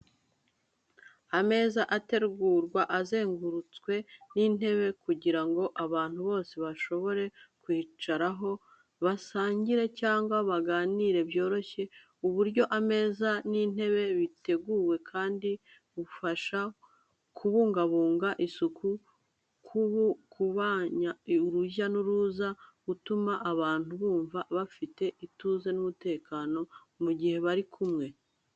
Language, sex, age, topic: Kinyarwanda, female, 25-35, education